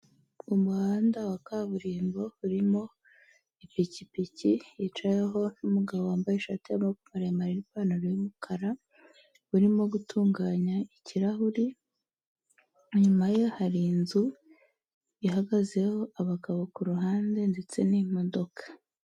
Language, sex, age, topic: Kinyarwanda, female, 18-24, finance